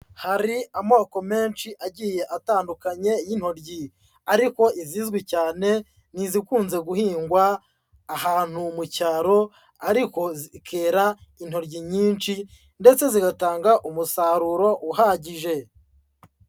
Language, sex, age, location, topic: Kinyarwanda, male, 25-35, Huye, agriculture